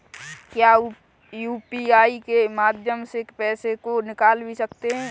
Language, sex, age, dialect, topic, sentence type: Hindi, female, 18-24, Kanauji Braj Bhasha, banking, question